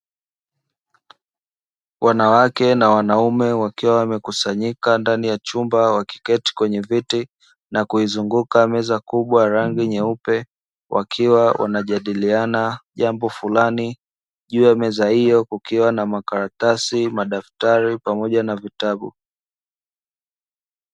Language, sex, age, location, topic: Swahili, male, 25-35, Dar es Salaam, education